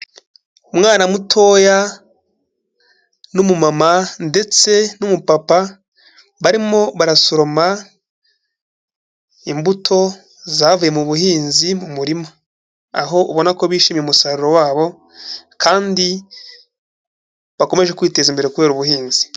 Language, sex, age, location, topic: Kinyarwanda, male, 25-35, Kigali, agriculture